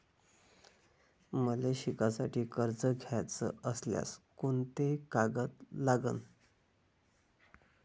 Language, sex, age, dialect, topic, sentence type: Marathi, female, 25-30, Varhadi, banking, question